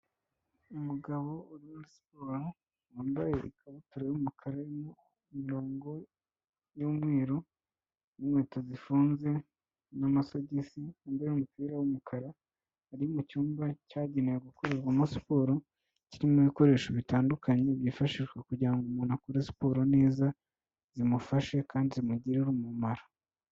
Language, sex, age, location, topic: Kinyarwanda, female, 18-24, Kigali, health